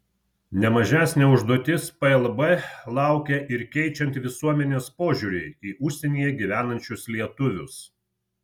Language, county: Lithuanian, Vilnius